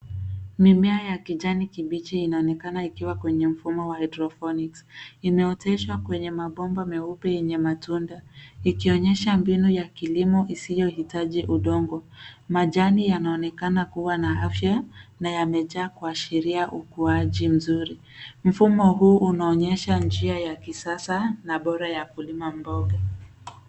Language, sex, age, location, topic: Swahili, female, 25-35, Nairobi, agriculture